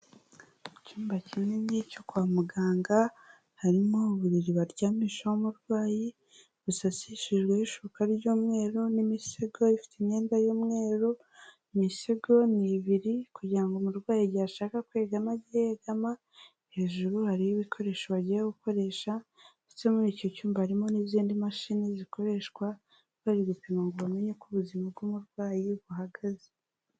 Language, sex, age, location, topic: Kinyarwanda, female, 36-49, Huye, health